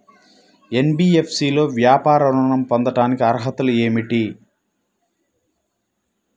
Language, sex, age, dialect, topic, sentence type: Telugu, male, 25-30, Central/Coastal, banking, question